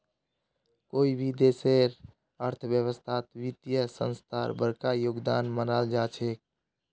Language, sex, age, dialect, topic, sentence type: Magahi, male, 25-30, Northeastern/Surjapuri, banking, statement